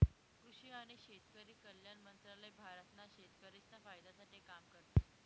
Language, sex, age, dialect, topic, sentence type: Marathi, female, 18-24, Northern Konkan, agriculture, statement